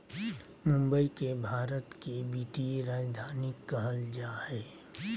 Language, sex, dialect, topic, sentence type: Magahi, male, Southern, banking, statement